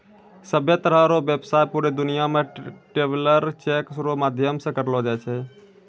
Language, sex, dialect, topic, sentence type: Maithili, male, Angika, banking, statement